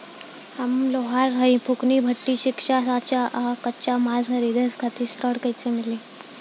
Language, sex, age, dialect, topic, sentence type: Bhojpuri, female, 18-24, Southern / Standard, banking, question